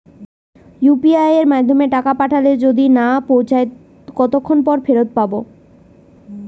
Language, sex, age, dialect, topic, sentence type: Bengali, female, 31-35, Western, banking, question